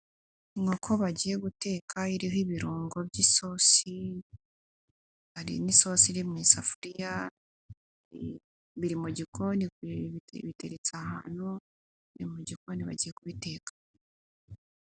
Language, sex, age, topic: Kinyarwanda, female, 18-24, finance